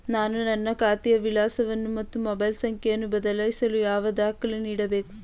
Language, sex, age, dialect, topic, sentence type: Kannada, female, 18-24, Mysore Kannada, banking, question